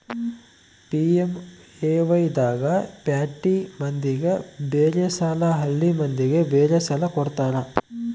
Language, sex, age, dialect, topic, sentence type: Kannada, male, 25-30, Central, banking, statement